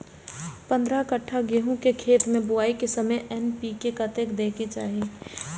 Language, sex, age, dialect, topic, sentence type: Maithili, female, 18-24, Eastern / Thethi, agriculture, question